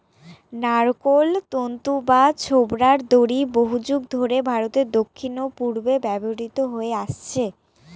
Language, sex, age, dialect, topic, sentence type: Bengali, female, 25-30, Northern/Varendri, agriculture, statement